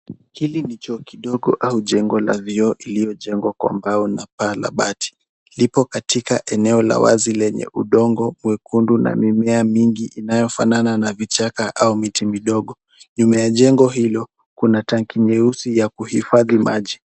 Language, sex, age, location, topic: Swahili, male, 36-49, Kisumu, health